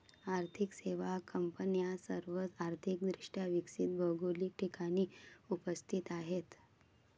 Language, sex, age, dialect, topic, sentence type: Marathi, female, 56-60, Varhadi, banking, statement